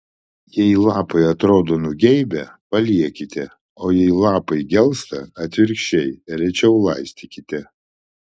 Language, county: Lithuanian, Vilnius